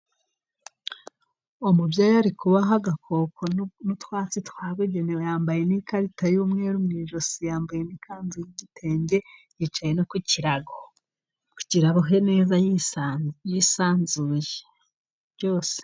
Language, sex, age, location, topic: Kinyarwanda, female, 18-24, Musanze, government